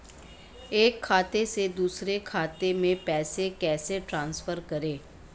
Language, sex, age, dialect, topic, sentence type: Hindi, female, 25-30, Marwari Dhudhari, banking, question